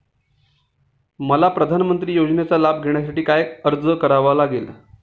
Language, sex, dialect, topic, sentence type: Marathi, male, Standard Marathi, banking, question